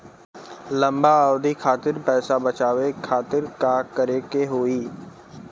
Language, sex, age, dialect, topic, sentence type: Bhojpuri, male, 18-24, Western, banking, question